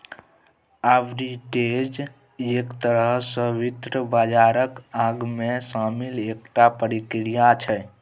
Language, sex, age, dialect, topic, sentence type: Maithili, male, 18-24, Bajjika, banking, statement